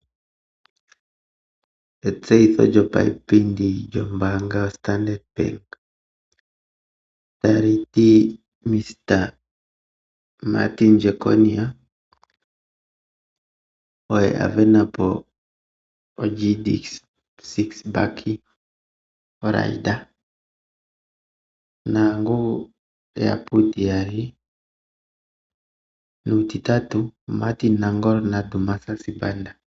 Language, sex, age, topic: Oshiwambo, male, 25-35, finance